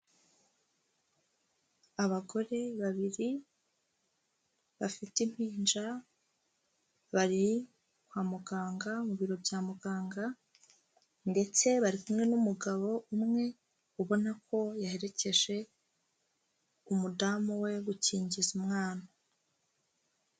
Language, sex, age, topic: Kinyarwanda, female, 25-35, health